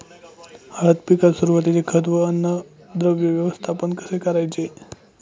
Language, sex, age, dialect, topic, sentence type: Marathi, male, 18-24, Standard Marathi, agriculture, question